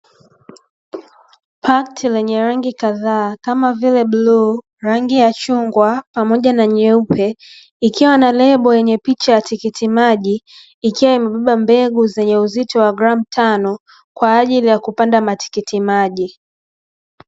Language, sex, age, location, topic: Swahili, female, 25-35, Dar es Salaam, agriculture